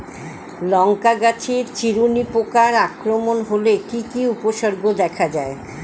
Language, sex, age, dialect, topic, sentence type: Bengali, female, 60-100, Northern/Varendri, agriculture, question